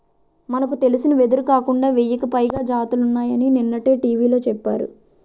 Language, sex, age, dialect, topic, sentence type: Telugu, female, 18-24, Utterandhra, agriculture, statement